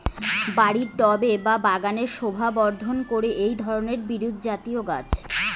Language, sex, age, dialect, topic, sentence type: Bengali, female, 25-30, Rajbangshi, agriculture, question